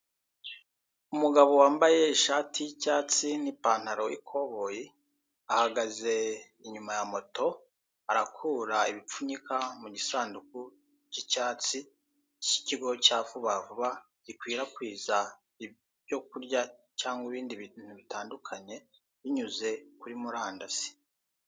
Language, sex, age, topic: Kinyarwanda, male, 36-49, finance